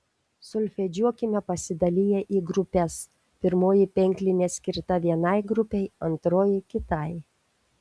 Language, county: Lithuanian, Šiauliai